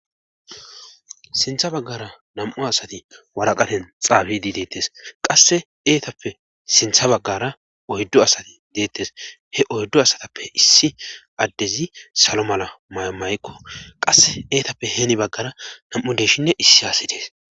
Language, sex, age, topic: Gamo, male, 18-24, government